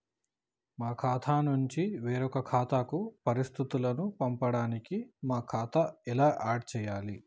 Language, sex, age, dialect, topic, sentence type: Telugu, male, 25-30, Telangana, banking, question